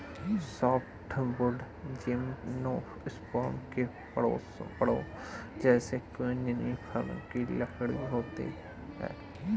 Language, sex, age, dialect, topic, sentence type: Hindi, male, 18-24, Awadhi Bundeli, agriculture, statement